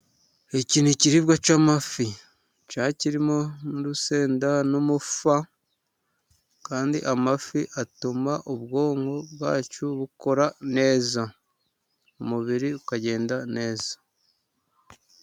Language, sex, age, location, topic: Kinyarwanda, male, 36-49, Musanze, agriculture